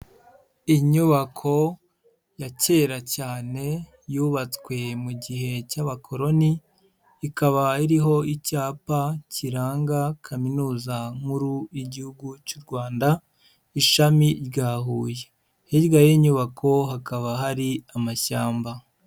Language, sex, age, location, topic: Kinyarwanda, male, 25-35, Huye, education